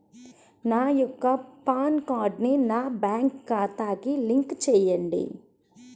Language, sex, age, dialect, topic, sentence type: Telugu, female, 31-35, Central/Coastal, banking, question